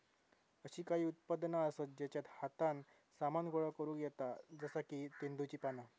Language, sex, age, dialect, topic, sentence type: Marathi, male, 18-24, Southern Konkan, agriculture, statement